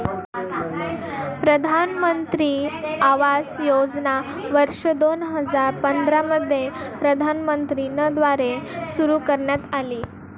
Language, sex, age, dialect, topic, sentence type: Marathi, female, 18-24, Northern Konkan, agriculture, statement